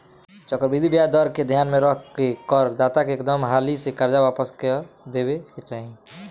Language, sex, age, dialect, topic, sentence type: Bhojpuri, male, 18-24, Southern / Standard, banking, statement